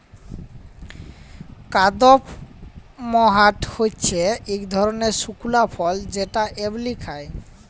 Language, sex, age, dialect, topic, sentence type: Bengali, male, 18-24, Jharkhandi, agriculture, statement